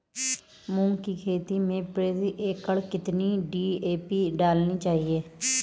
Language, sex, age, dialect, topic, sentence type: Hindi, female, 31-35, Marwari Dhudhari, agriculture, question